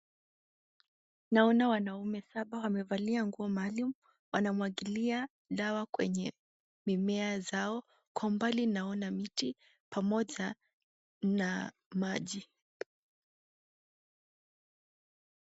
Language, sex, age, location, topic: Swahili, female, 18-24, Kisii, health